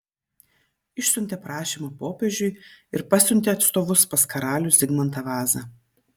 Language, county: Lithuanian, Vilnius